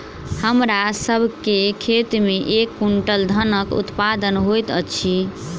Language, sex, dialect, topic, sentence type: Maithili, female, Southern/Standard, agriculture, statement